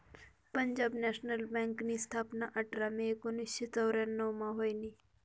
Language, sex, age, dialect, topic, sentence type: Marathi, female, 18-24, Northern Konkan, banking, statement